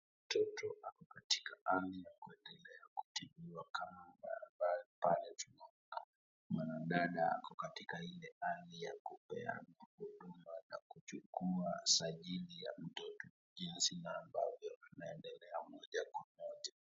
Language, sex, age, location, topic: Swahili, male, 25-35, Wajir, health